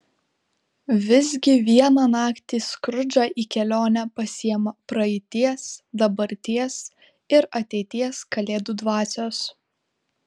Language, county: Lithuanian, Vilnius